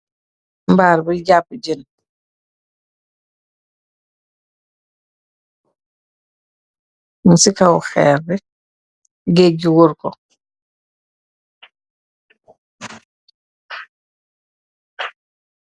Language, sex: Wolof, female